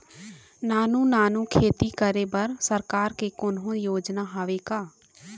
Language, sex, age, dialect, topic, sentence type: Chhattisgarhi, female, 18-24, Eastern, agriculture, question